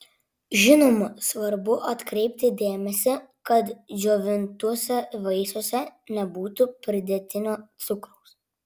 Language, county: Lithuanian, Vilnius